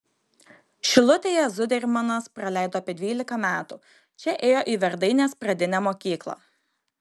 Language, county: Lithuanian, Kaunas